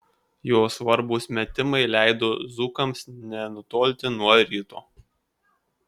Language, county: Lithuanian, Kaunas